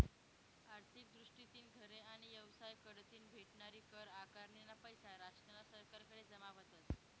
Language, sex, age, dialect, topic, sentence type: Marathi, female, 18-24, Northern Konkan, banking, statement